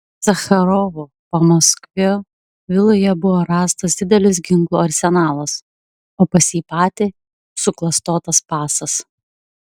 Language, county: Lithuanian, Klaipėda